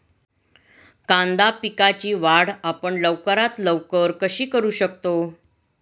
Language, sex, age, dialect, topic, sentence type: Marathi, female, 51-55, Standard Marathi, agriculture, question